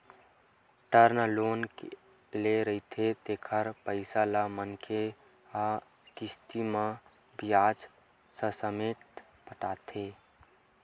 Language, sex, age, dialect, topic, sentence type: Chhattisgarhi, male, 18-24, Western/Budati/Khatahi, banking, statement